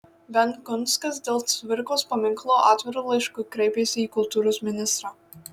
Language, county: Lithuanian, Marijampolė